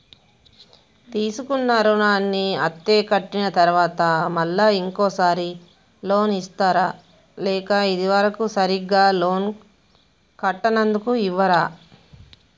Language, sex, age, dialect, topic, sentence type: Telugu, female, 41-45, Telangana, banking, question